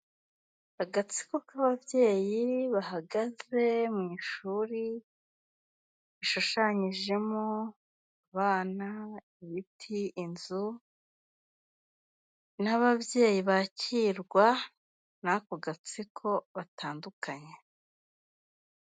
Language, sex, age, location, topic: Kinyarwanda, female, 25-35, Kigali, health